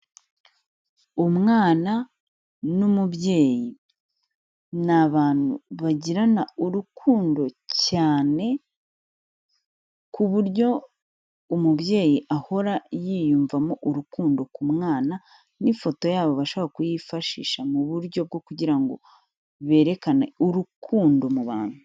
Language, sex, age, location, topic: Kinyarwanda, female, 25-35, Kigali, health